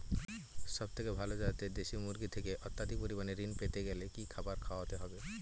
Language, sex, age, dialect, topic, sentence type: Bengali, male, 25-30, Standard Colloquial, agriculture, question